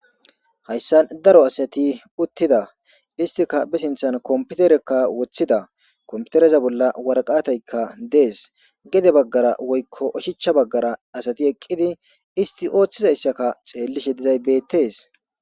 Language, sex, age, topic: Gamo, male, 18-24, government